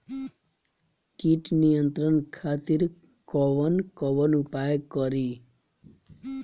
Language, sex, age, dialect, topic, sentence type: Bhojpuri, male, 25-30, Northern, agriculture, question